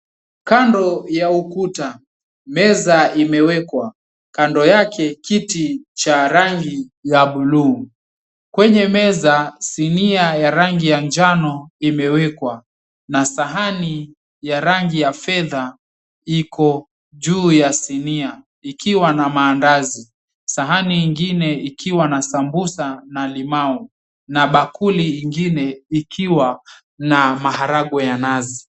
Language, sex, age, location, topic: Swahili, male, 18-24, Mombasa, agriculture